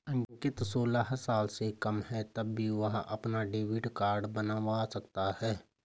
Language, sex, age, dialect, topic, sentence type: Hindi, male, 25-30, Garhwali, banking, statement